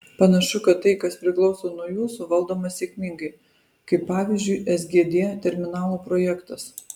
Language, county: Lithuanian, Alytus